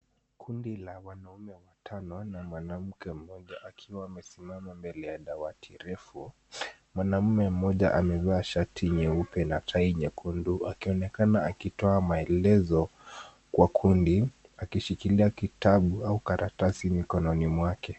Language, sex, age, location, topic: Swahili, male, 18-24, Kisumu, government